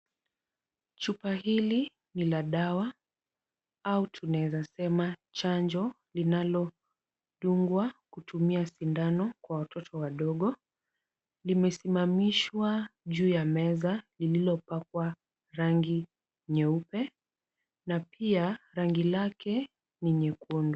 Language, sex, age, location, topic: Swahili, female, 18-24, Kisumu, health